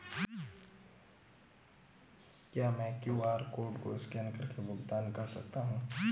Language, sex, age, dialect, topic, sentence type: Hindi, male, 25-30, Marwari Dhudhari, banking, question